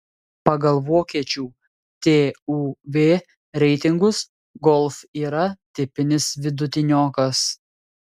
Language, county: Lithuanian, Telšiai